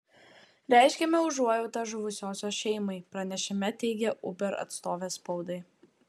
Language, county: Lithuanian, Utena